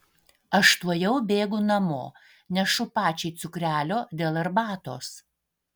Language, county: Lithuanian, Vilnius